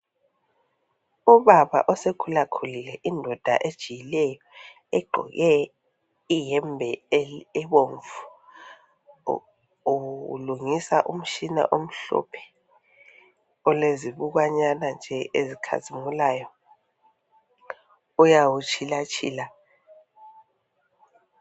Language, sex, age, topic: North Ndebele, female, 50+, health